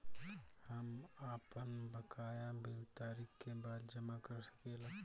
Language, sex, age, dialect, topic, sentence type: Bhojpuri, male, 18-24, Southern / Standard, banking, question